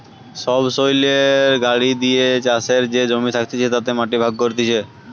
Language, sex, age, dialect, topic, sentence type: Bengali, male, 18-24, Western, agriculture, statement